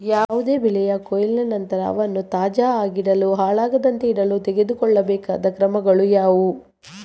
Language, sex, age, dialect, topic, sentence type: Kannada, female, 31-35, Coastal/Dakshin, agriculture, question